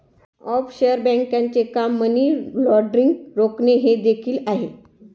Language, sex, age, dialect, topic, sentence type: Marathi, female, 25-30, Standard Marathi, banking, statement